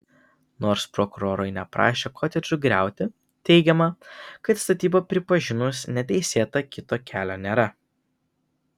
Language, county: Lithuanian, Vilnius